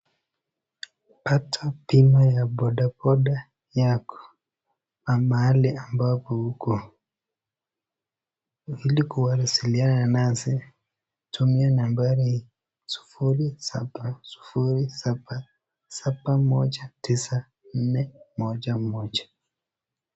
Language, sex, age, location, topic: Swahili, female, 18-24, Nakuru, finance